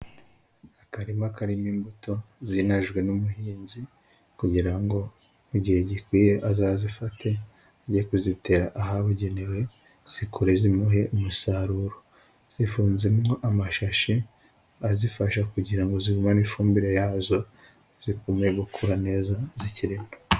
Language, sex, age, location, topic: Kinyarwanda, male, 25-35, Huye, health